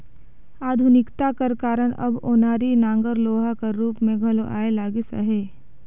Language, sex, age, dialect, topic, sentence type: Chhattisgarhi, female, 18-24, Northern/Bhandar, agriculture, statement